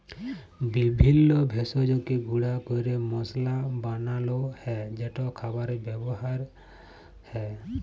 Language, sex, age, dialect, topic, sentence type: Bengali, male, 25-30, Jharkhandi, agriculture, statement